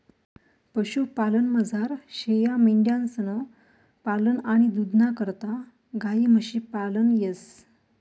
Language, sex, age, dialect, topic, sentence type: Marathi, female, 31-35, Northern Konkan, agriculture, statement